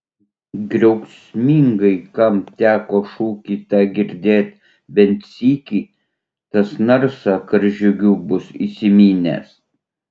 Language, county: Lithuanian, Utena